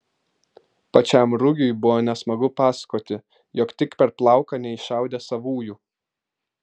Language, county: Lithuanian, Vilnius